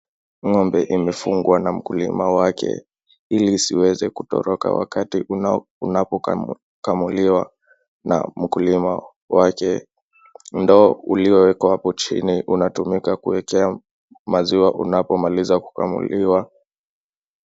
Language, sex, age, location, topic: Swahili, male, 18-24, Kisumu, agriculture